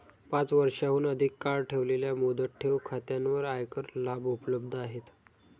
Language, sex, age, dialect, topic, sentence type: Marathi, male, 46-50, Standard Marathi, banking, statement